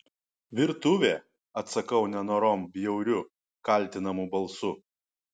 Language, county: Lithuanian, Kaunas